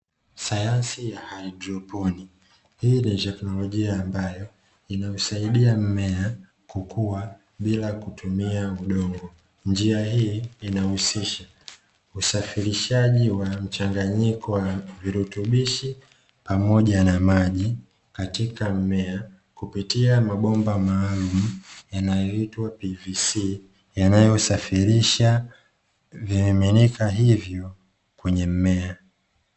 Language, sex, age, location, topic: Swahili, male, 25-35, Dar es Salaam, agriculture